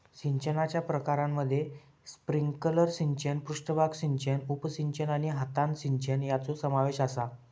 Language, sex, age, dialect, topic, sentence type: Marathi, male, 18-24, Southern Konkan, agriculture, statement